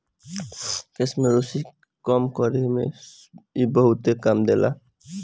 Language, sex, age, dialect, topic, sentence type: Bhojpuri, female, 18-24, Northern, agriculture, statement